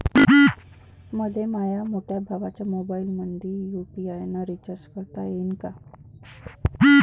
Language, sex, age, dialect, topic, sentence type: Marathi, female, 25-30, Varhadi, banking, question